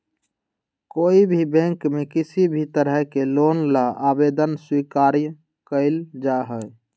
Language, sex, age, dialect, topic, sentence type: Magahi, male, 18-24, Western, banking, statement